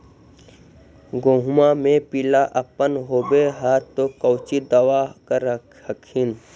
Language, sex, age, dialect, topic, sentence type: Magahi, male, 60-100, Central/Standard, agriculture, question